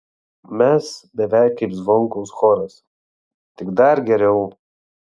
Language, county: Lithuanian, Vilnius